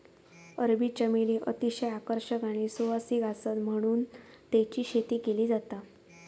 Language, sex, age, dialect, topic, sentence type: Marathi, female, 41-45, Southern Konkan, agriculture, statement